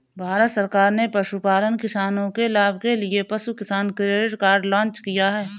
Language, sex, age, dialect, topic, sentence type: Hindi, female, 31-35, Awadhi Bundeli, agriculture, statement